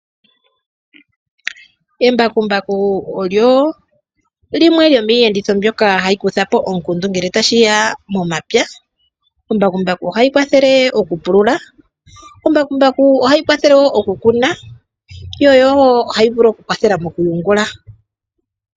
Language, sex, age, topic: Oshiwambo, female, 25-35, agriculture